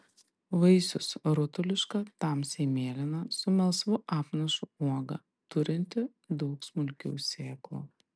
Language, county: Lithuanian, Panevėžys